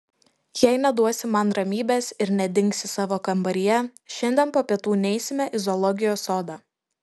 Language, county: Lithuanian, Šiauliai